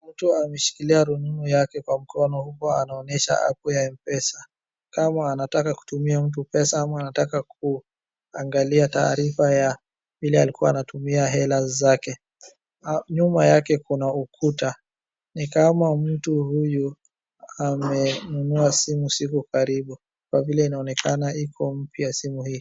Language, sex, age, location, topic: Swahili, female, 25-35, Wajir, finance